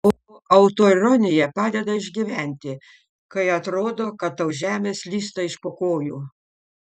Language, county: Lithuanian, Panevėžys